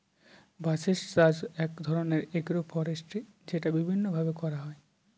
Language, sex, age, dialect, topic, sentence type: Bengali, male, 18-24, Northern/Varendri, agriculture, statement